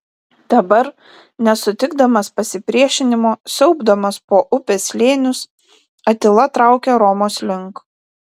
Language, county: Lithuanian, Vilnius